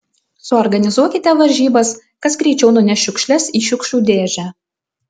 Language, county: Lithuanian, Alytus